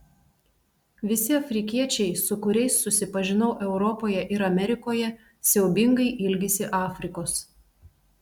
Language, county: Lithuanian, Telšiai